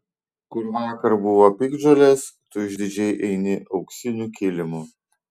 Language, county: Lithuanian, Vilnius